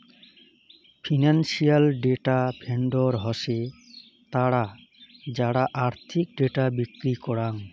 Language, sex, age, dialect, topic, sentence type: Bengali, male, 25-30, Rajbangshi, banking, statement